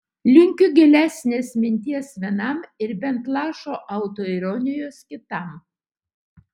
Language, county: Lithuanian, Utena